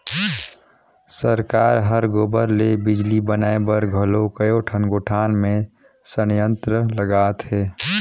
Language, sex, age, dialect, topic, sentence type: Chhattisgarhi, male, 31-35, Northern/Bhandar, agriculture, statement